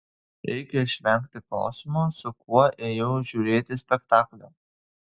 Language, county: Lithuanian, Kaunas